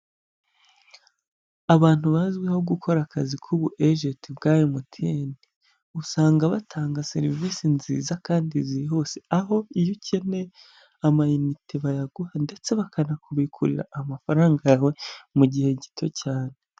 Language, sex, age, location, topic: Kinyarwanda, female, 36-49, Huye, health